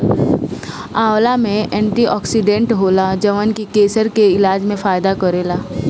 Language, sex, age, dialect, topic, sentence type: Bhojpuri, female, 18-24, Northern, agriculture, statement